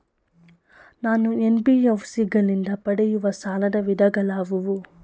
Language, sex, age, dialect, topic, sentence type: Kannada, female, 25-30, Mysore Kannada, banking, question